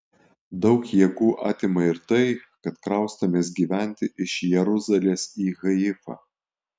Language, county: Lithuanian, Alytus